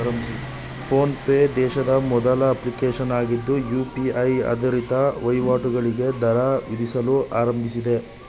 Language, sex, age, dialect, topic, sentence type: Kannada, male, 18-24, Mysore Kannada, banking, statement